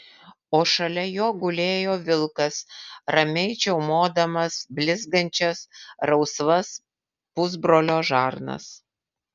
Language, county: Lithuanian, Vilnius